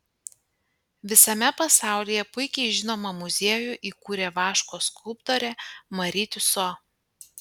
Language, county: Lithuanian, Panevėžys